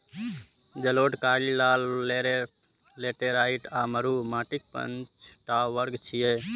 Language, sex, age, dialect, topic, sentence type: Maithili, male, 18-24, Eastern / Thethi, agriculture, statement